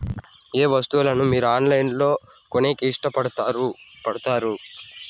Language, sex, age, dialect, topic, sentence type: Telugu, male, 18-24, Southern, agriculture, question